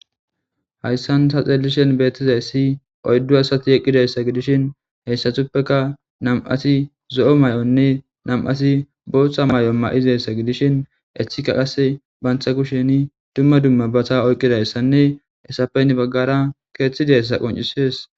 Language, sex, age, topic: Gamo, male, 18-24, government